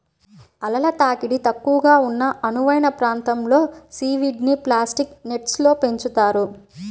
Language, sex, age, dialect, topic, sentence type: Telugu, female, 25-30, Central/Coastal, agriculture, statement